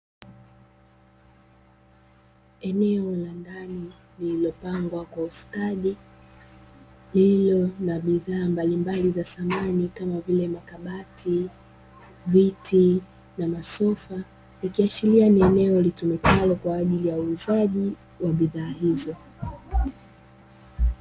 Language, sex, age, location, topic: Swahili, female, 25-35, Dar es Salaam, finance